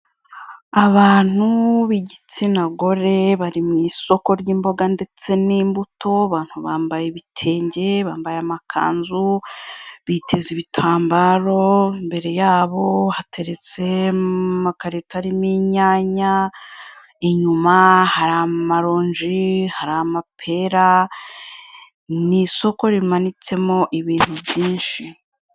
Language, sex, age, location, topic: Kinyarwanda, female, 25-35, Kigali, health